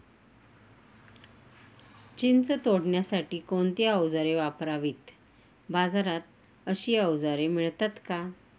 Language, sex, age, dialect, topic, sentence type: Marathi, female, 18-24, Northern Konkan, agriculture, question